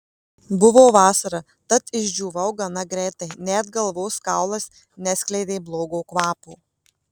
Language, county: Lithuanian, Marijampolė